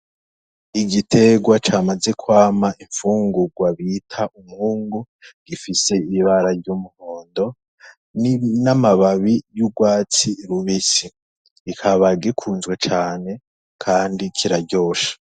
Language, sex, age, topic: Rundi, male, 18-24, agriculture